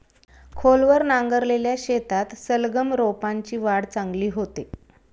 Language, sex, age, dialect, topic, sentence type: Marathi, female, 31-35, Standard Marathi, agriculture, statement